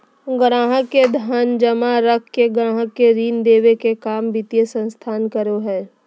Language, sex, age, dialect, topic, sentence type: Magahi, female, 36-40, Southern, banking, statement